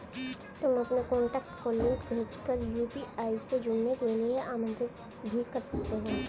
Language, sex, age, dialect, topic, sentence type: Hindi, male, 36-40, Hindustani Malvi Khadi Boli, banking, statement